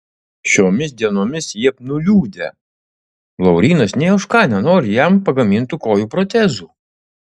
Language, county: Lithuanian, Utena